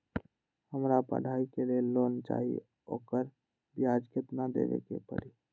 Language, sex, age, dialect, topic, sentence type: Magahi, male, 46-50, Western, banking, question